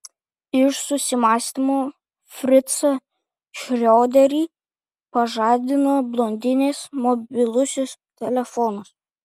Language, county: Lithuanian, Kaunas